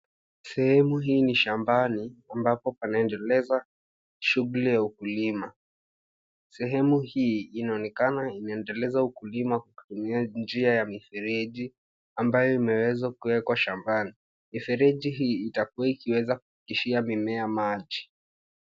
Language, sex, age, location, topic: Swahili, male, 18-24, Nairobi, agriculture